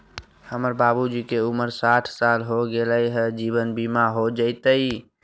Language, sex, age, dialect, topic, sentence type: Magahi, male, 18-24, Southern, banking, question